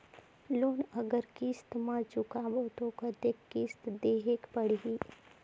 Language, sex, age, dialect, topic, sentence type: Chhattisgarhi, female, 18-24, Northern/Bhandar, banking, question